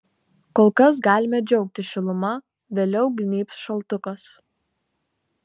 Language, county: Lithuanian, Tauragė